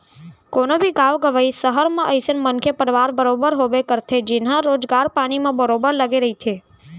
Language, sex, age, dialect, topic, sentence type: Chhattisgarhi, male, 46-50, Central, banking, statement